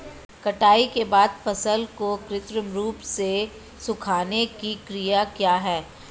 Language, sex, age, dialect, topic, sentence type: Hindi, female, 25-30, Marwari Dhudhari, agriculture, question